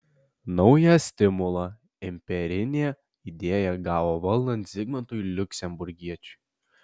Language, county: Lithuanian, Alytus